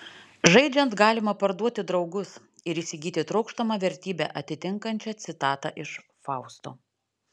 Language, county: Lithuanian, Alytus